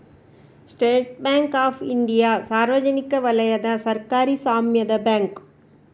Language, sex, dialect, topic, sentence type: Kannada, female, Coastal/Dakshin, banking, statement